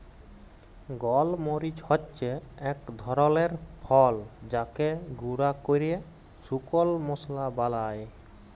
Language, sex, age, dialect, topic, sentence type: Bengali, male, 18-24, Jharkhandi, agriculture, statement